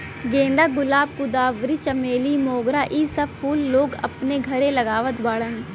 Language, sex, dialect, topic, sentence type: Bhojpuri, female, Western, agriculture, statement